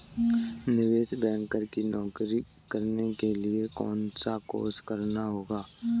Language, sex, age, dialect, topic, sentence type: Hindi, male, 18-24, Kanauji Braj Bhasha, banking, statement